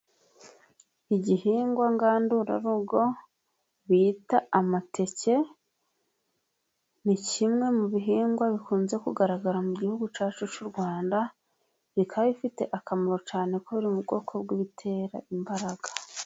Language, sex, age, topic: Kinyarwanda, female, 25-35, agriculture